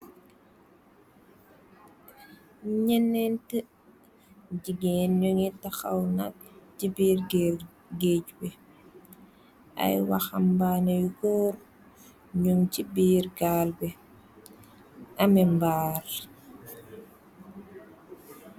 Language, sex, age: Wolof, female, 18-24